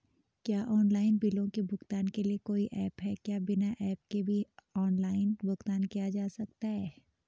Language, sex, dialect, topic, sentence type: Hindi, female, Garhwali, banking, question